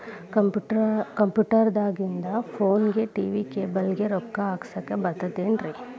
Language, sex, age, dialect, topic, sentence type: Kannada, female, 36-40, Dharwad Kannada, banking, question